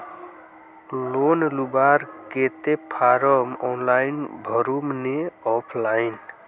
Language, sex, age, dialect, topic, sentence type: Magahi, male, 18-24, Northeastern/Surjapuri, banking, question